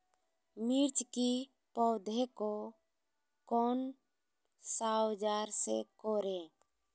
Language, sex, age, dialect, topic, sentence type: Magahi, female, 60-100, Southern, agriculture, question